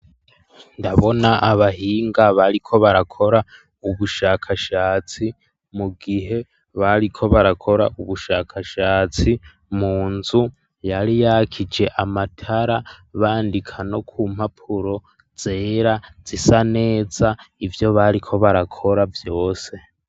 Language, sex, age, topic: Rundi, male, 18-24, education